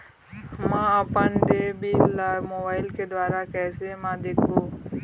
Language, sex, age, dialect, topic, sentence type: Chhattisgarhi, female, 18-24, Eastern, banking, question